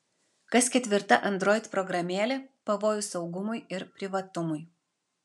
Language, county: Lithuanian, Vilnius